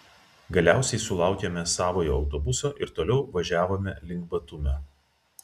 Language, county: Lithuanian, Vilnius